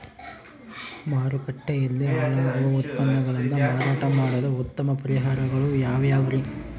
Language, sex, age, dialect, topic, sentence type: Kannada, male, 25-30, Central, agriculture, statement